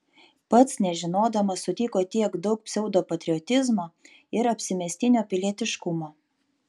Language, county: Lithuanian, Panevėžys